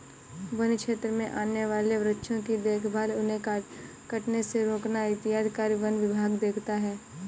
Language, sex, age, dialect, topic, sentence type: Hindi, female, 18-24, Awadhi Bundeli, agriculture, statement